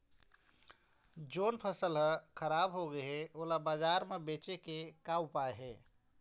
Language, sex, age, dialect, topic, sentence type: Chhattisgarhi, female, 46-50, Eastern, agriculture, statement